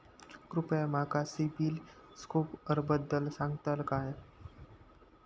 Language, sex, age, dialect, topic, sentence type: Marathi, male, 51-55, Southern Konkan, banking, statement